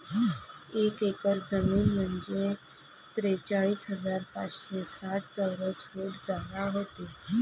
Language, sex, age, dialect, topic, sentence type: Marathi, female, 25-30, Varhadi, agriculture, statement